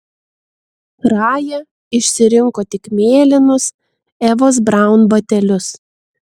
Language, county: Lithuanian, Vilnius